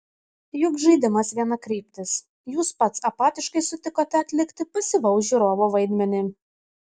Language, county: Lithuanian, Kaunas